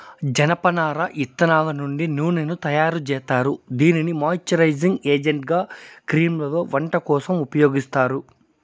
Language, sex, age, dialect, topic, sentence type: Telugu, male, 31-35, Southern, agriculture, statement